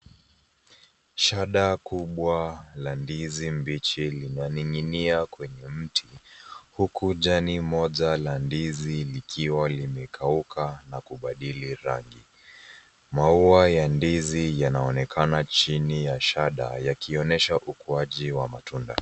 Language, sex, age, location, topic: Swahili, female, 18-24, Nairobi, health